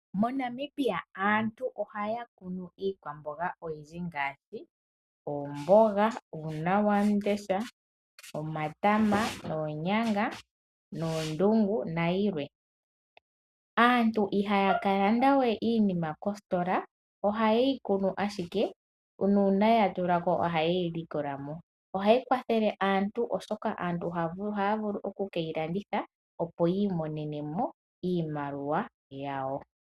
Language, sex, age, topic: Oshiwambo, female, 18-24, agriculture